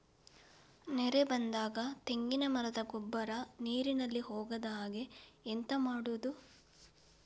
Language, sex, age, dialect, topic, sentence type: Kannada, female, 25-30, Coastal/Dakshin, agriculture, question